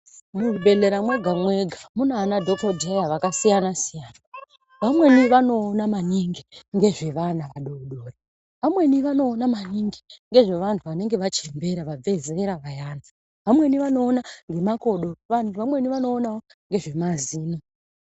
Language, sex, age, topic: Ndau, female, 25-35, health